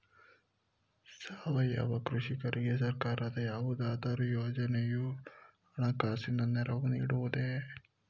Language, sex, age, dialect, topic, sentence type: Kannada, male, 41-45, Mysore Kannada, agriculture, question